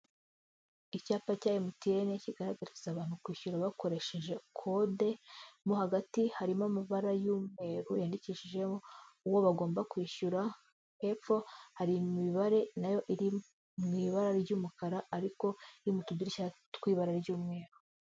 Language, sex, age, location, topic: Kinyarwanda, female, 25-35, Huye, finance